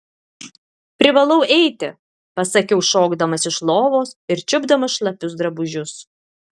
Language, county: Lithuanian, Alytus